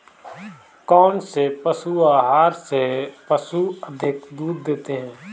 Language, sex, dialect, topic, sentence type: Hindi, male, Marwari Dhudhari, agriculture, question